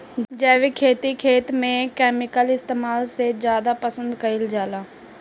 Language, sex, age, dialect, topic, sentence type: Bhojpuri, female, 18-24, Northern, agriculture, statement